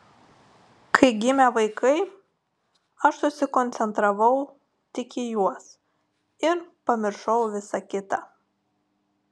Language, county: Lithuanian, Telšiai